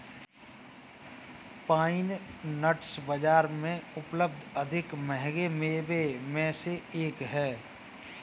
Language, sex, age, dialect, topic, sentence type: Hindi, male, 25-30, Kanauji Braj Bhasha, agriculture, statement